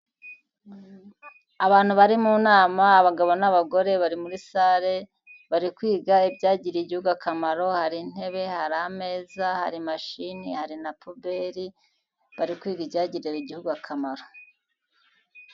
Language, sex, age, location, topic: Kinyarwanda, female, 50+, Kigali, finance